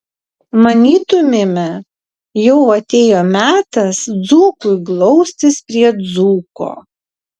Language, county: Lithuanian, Vilnius